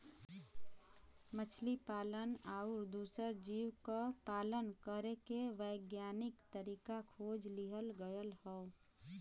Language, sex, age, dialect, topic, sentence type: Bhojpuri, female, 25-30, Western, agriculture, statement